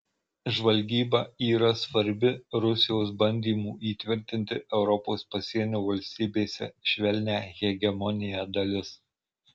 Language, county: Lithuanian, Marijampolė